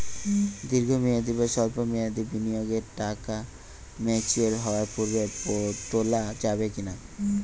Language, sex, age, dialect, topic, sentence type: Bengali, male, 18-24, Western, banking, question